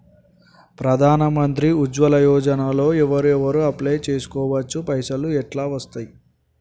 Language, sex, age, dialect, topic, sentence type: Telugu, male, 18-24, Telangana, banking, question